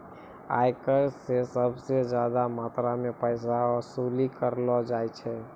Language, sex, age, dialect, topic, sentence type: Maithili, male, 25-30, Angika, banking, statement